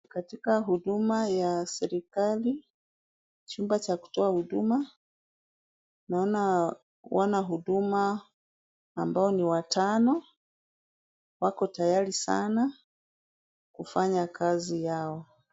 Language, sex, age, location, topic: Swahili, female, 36-49, Kisumu, government